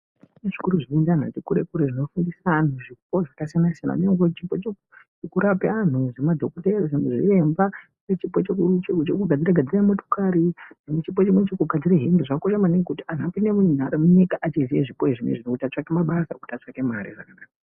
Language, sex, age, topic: Ndau, male, 18-24, education